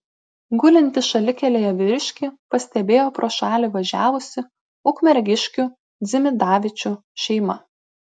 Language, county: Lithuanian, Klaipėda